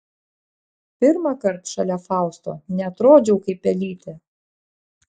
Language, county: Lithuanian, Klaipėda